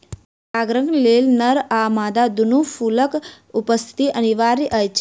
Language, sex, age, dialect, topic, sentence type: Maithili, female, 41-45, Southern/Standard, agriculture, statement